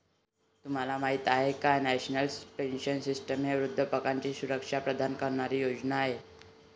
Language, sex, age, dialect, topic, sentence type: Marathi, male, 18-24, Varhadi, banking, statement